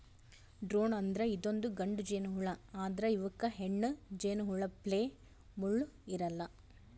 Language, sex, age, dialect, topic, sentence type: Kannada, female, 18-24, Northeastern, agriculture, statement